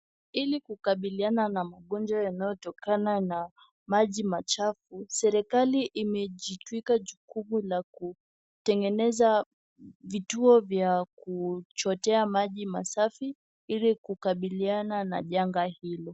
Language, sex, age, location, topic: Swahili, female, 18-24, Kisumu, health